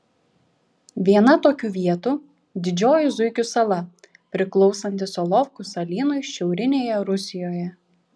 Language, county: Lithuanian, Šiauliai